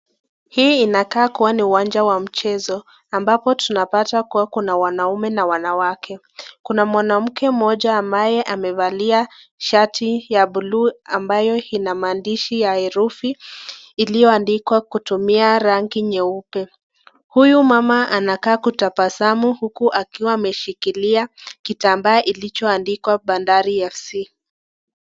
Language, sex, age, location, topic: Swahili, female, 18-24, Nakuru, government